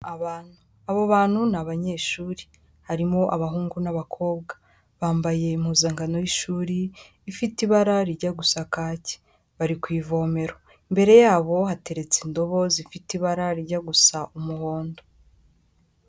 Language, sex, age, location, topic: Kinyarwanda, female, 18-24, Kigali, health